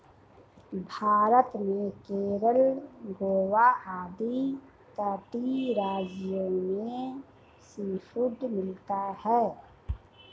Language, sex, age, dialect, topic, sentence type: Hindi, female, 51-55, Marwari Dhudhari, agriculture, statement